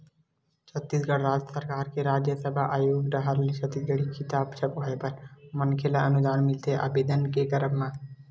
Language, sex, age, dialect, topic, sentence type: Chhattisgarhi, male, 18-24, Western/Budati/Khatahi, banking, statement